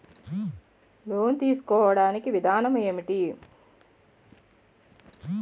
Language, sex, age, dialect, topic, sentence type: Telugu, female, 56-60, Utterandhra, banking, question